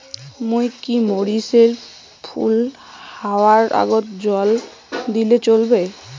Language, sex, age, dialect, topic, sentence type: Bengali, female, 18-24, Rajbangshi, agriculture, question